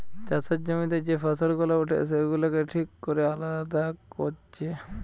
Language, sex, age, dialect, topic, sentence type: Bengali, male, 25-30, Western, agriculture, statement